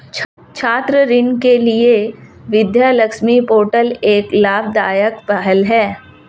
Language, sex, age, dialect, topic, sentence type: Hindi, female, 31-35, Marwari Dhudhari, banking, statement